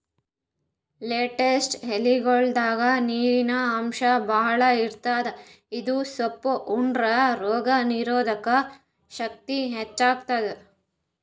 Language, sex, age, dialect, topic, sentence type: Kannada, female, 18-24, Northeastern, agriculture, statement